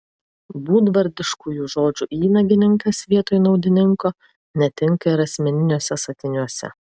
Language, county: Lithuanian, Vilnius